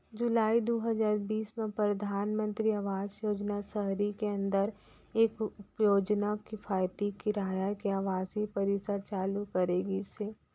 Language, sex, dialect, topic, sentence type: Chhattisgarhi, female, Central, banking, statement